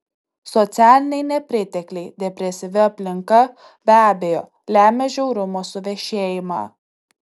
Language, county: Lithuanian, Tauragė